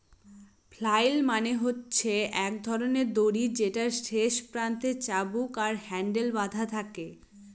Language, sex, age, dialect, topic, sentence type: Bengali, female, 18-24, Northern/Varendri, agriculture, statement